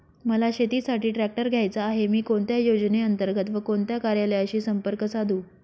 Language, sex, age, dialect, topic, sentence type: Marathi, female, 56-60, Northern Konkan, agriculture, question